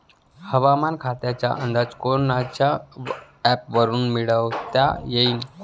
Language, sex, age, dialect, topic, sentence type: Marathi, male, 25-30, Varhadi, agriculture, question